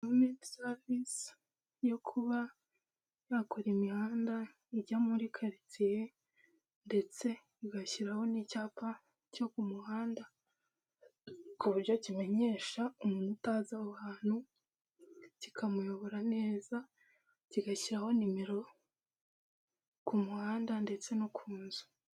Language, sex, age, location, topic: Kinyarwanda, female, 25-35, Huye, government